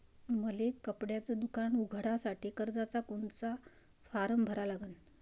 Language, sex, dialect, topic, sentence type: Marathi, female, Varhadi, banking, question